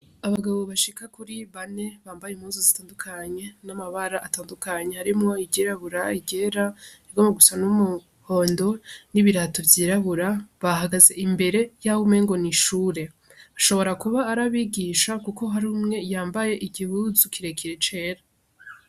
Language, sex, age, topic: Rundi, female, 18-24, education